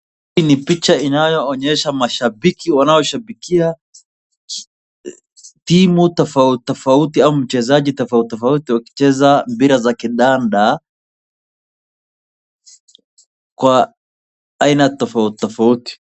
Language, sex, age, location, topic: Swahili, male, 25-35, Wajir, government